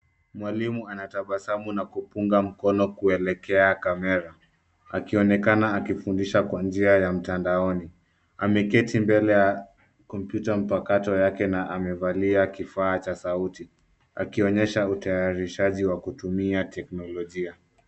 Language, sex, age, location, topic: Swahili, male, 18-24, Nairobi, education